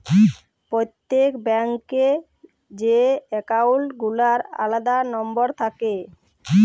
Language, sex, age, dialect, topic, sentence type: Bengali, female, 31-35, Jharkhandi, banking, statement